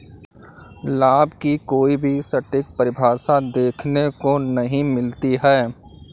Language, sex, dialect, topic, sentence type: Hindi, male, Awadhi Bundeli, banking, statement